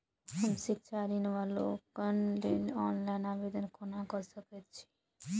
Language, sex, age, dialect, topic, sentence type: Maithili, female, 18-24, Southern/Standard, banking, question